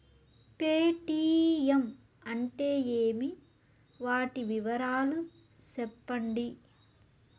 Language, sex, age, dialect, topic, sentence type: Telugu, male, 36-40, Southern, banking, question